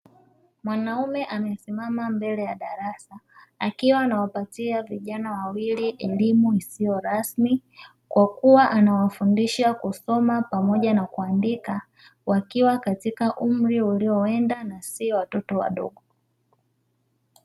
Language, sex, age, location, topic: Swahili, female, 25-35, Dar es Salaam, education